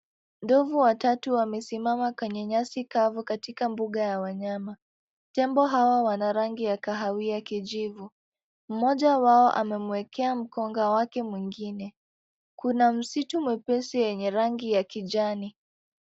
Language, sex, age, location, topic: Swahili, female, 18-24, Nairobi, government